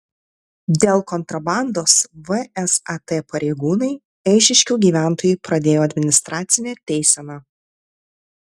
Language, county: Lithuanian, Tauragė